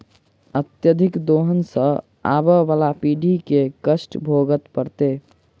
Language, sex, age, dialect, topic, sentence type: Maithili, male, 46-50, Southern/Standard, agriculture, statement